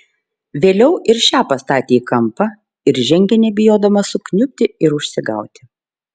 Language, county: Lithuanian, Šiauliai